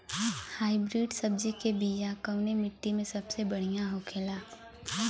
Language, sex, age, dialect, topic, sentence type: Bhojpuri, female, 18-24, Western, agriculture, question